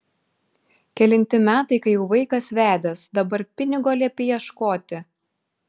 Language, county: Lithuanian, Šiauliai